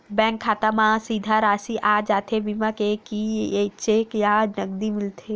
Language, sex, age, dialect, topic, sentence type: Chhattisgarhi, female, 18-24, Western/Budati/Khatahi, banking, question